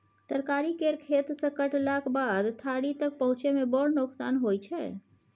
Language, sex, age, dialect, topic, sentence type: Maithili, female, 25-30, Bajjika, agriculture, statement